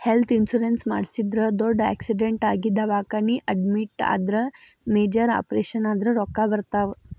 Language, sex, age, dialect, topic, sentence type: Kannada, female, 18-24, Dharwad Kannada, banking, statement